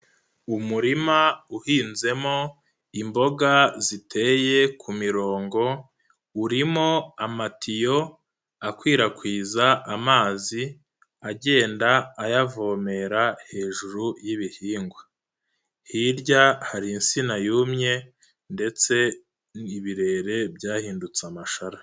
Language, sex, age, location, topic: Kinyarwanda, male, 25-35, Nyagatare, agriculture